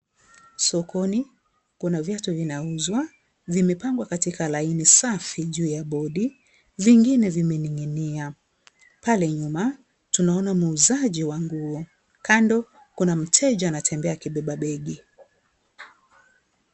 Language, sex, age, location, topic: Swahili, female, 36-49, Kisii, finance